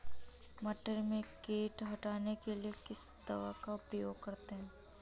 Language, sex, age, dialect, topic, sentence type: Hindi, female, 31-35, Awadhi Bundeli, agriculture, question